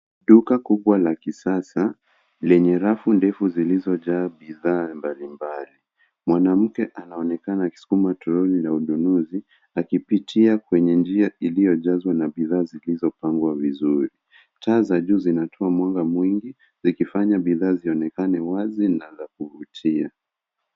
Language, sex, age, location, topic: Swahili, male, 25-35, Nairobi, finance